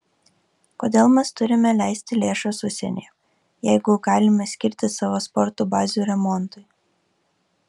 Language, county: Lithuanian, Kaunas